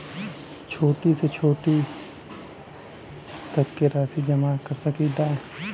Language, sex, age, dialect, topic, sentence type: Bhojpuri, male, 31-35, Western, banking, question